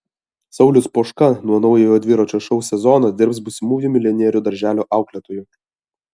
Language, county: Lithuanian, Alytus